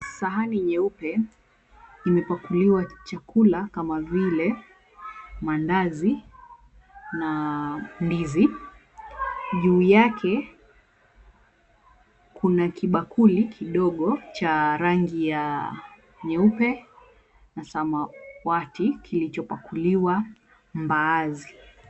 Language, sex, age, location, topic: Swahili, female, 25-35, Mombasa, agriculture